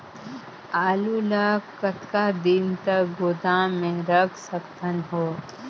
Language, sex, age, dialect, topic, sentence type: Chhattisgarhi, male, 25-30, Northern/Bhandar, agriculture, question